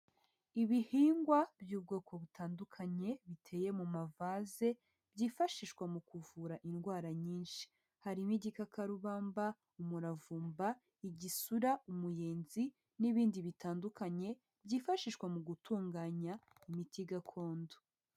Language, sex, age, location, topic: Kinyarwanda, female, 25-35, Huye, health